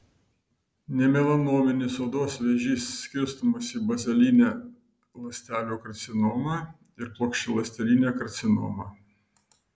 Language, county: Lithuanian, Vilnius